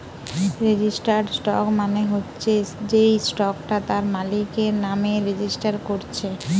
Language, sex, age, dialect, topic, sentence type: Bengali, female, 18-24, Western, banking, statement